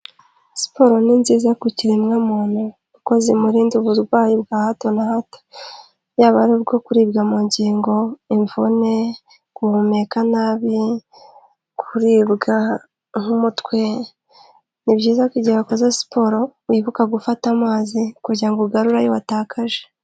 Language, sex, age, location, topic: Kinyarwanda, female, 25-35, Kigali, health